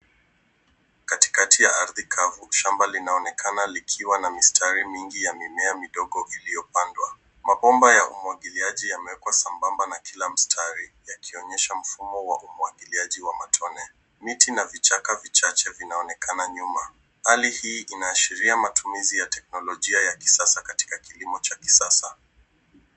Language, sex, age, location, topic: Swahili, male, 18-24, Nairobi, agriculture